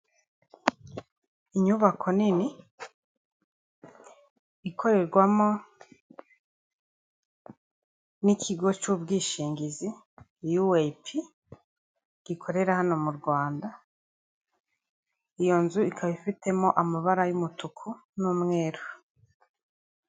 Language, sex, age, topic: Kinyarwanda, female, 25-35, finance